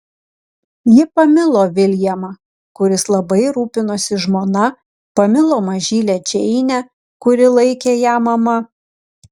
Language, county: Lithuanian, Kaunas